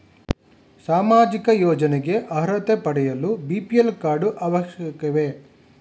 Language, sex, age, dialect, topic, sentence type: Kannada, male, 51-55, Mysore Kannada, banking, question